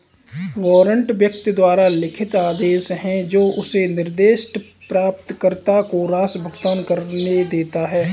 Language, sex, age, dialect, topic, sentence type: Hindi, male, 18-24, Kanauji Braj Bhasha, banking, statement